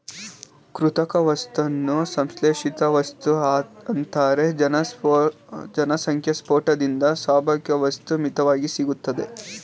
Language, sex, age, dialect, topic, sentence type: Kannada, male, 18-24, Mysore Kannada, agriculture, statement